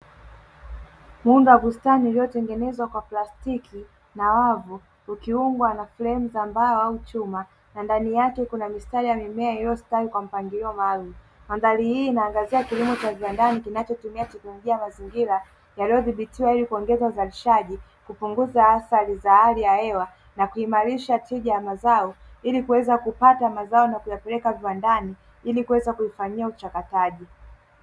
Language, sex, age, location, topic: Swahili, male, 18-24, Dar es Salaam, agriculture